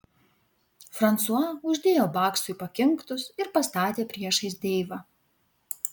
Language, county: Lithuanian, Vilnius